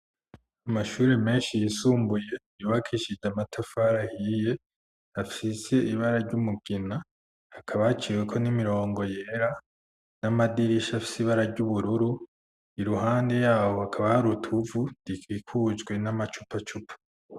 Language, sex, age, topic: Rundi, male, 18-24, education